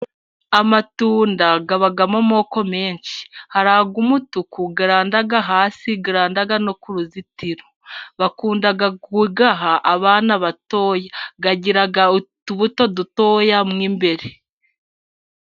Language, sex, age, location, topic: Kinyarwanda, female, 18-24, Musanze, agriculture